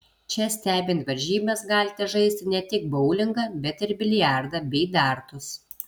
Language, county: Lithuanian, Kaunas